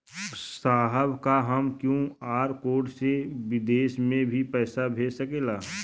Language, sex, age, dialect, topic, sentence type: Bhojpuri, male, 31-35, Western, banking, question